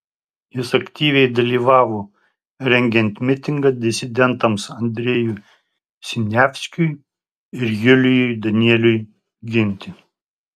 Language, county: Lithuanian, Tauragė